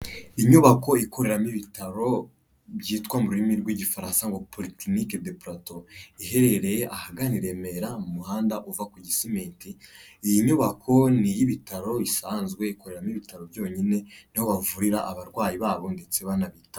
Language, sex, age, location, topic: Kinyarwanda, male, 25-35, Kigali, health